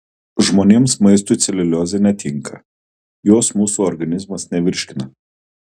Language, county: Lithuanian, Kaunas